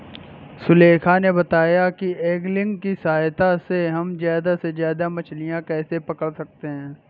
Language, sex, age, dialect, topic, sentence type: Hindi, male, 18-24, Awadhi Bundeli, agriculture, statement